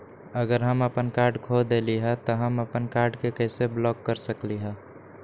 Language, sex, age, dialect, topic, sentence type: Magahi, male, 25-30, Western, banking, question